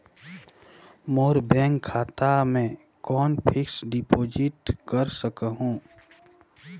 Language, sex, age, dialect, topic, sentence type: Chhattisgarhi, male, 31-35, Northern/Bhandar, banking, question